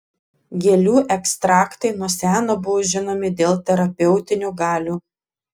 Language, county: Lithuanian, Klaipėda